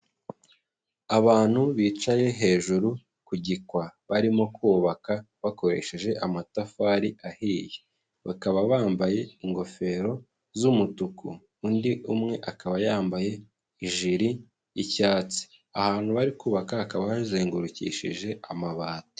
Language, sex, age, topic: Kinyarwanda, male, 25-35, agriculture